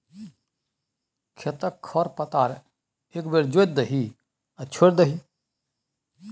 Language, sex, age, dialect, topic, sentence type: Maithili, male, 51-55, Bajjika, agriculture, statement